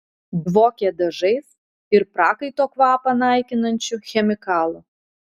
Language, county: Lithuanian, Utena